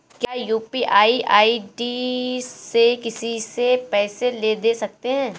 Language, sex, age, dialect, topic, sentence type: Hindi, female, 18-24, Awadhi Bundeli, banking, question